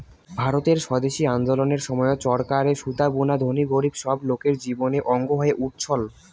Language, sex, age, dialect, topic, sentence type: Bengali, male, 18-24, Rajbangshi, agriculture, statement